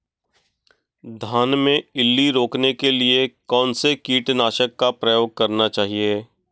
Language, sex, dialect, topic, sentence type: Hindi, male, Marwari Dhudhari, agriculture, question